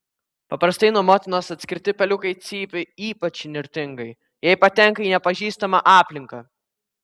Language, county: Lithuanian, Vilnius